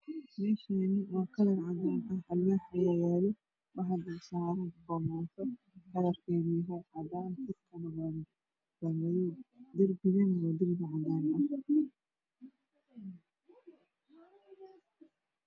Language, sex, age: Somali, female, 25-35